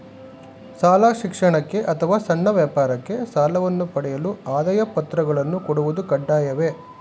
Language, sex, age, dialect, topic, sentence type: Kannada, male, 51-55, Mysore Kannada, banking, question